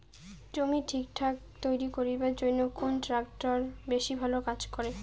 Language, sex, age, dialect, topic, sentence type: Bengali, female, 31-35, Rajbangshi, agriculture, question